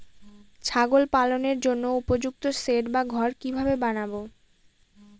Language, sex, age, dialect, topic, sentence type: Bengali, female, 18-24, Northern/Varendri, agriculture, question